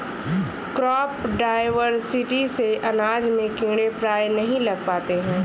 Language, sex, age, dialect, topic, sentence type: Hindi, female, 25-30, Awadhi Bundeli, agriculture, statement